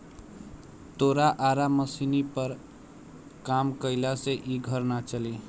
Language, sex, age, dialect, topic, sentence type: Bhojpuri, male, 18-24, Southern / Standard, agriculture, statement